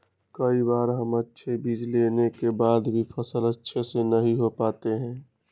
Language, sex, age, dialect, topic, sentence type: Magahi, male, 18-24, Western, agriculture, question